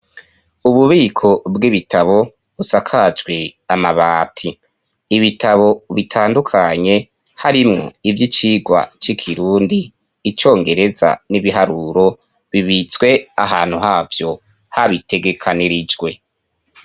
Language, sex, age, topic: Rundi, female, 25-35, education